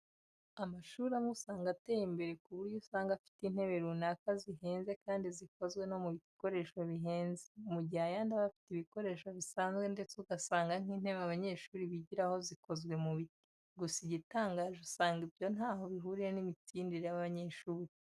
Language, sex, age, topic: Kinyarwanda, female, 25-35, education